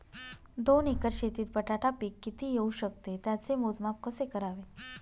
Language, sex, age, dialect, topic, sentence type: Marathi, female, 41-45, Northern Konkan, agriculture, question